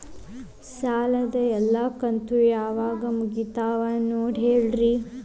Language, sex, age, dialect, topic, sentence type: Kannada, male, 18-24, Dharwad Kannada, banking, question